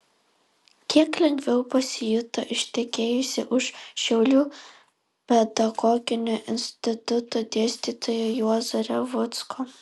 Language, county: Lithuanian, Alytus